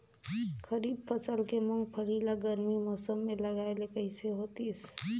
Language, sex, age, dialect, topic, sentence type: Chhattisgarhi, female, 18-24, Northern/Bhandar, agriculture, question